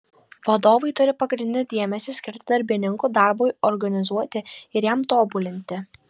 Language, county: Lithuanian, Šiauliai